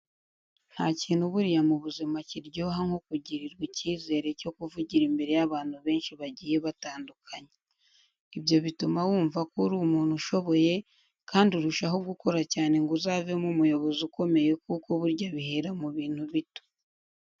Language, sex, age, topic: Kinyarwanda, female, 18-24, education